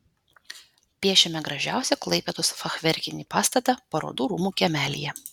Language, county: Lithuanian, Vilnius